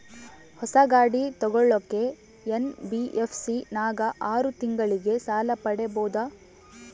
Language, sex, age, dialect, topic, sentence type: Kannada, female, 18-24, Central, banking, question